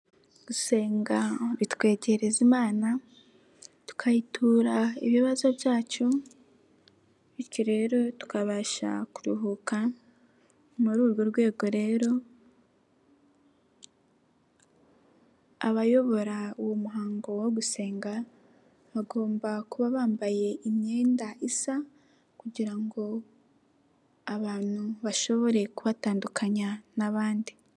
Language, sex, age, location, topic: Kinyarwanda, female, 18-24, Nyagatare, finance